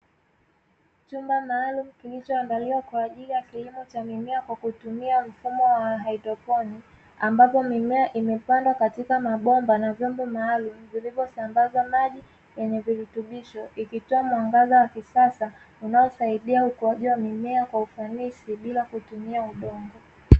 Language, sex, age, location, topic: Swahili, female, 18-24, Dar es Salaam, agriculture